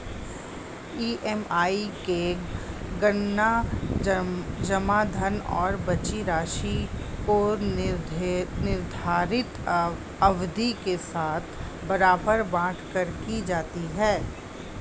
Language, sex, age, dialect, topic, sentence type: Hindi, female, 36-40, Hindustani Malvi Khadi Boli, banking, statement